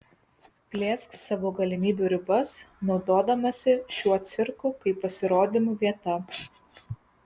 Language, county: Lithuanian, Kaunas